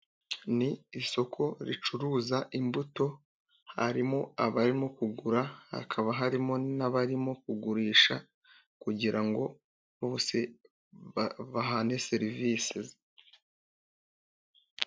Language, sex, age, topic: Kinyarwanda, male, 18-24, finance